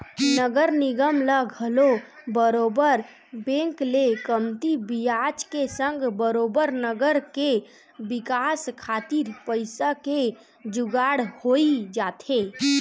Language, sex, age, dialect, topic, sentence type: Chhattisgarhi, female, 18-24, Western/Budati/Khatahi, banking, statement